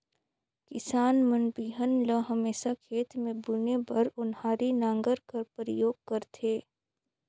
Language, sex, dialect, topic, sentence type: Chhattisgarhi, female, Northern/Bhandar, agriculture, statement